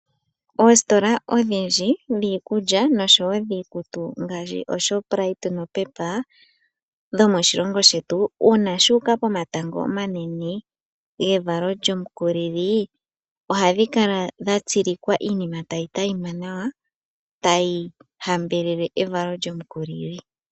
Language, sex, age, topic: Oshiwambo, female, 18-24, finance